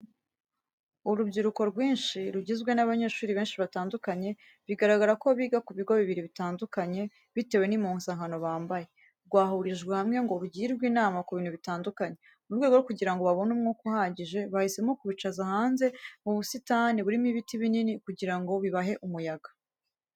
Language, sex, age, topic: Kinyarwanda, female, 18-24, education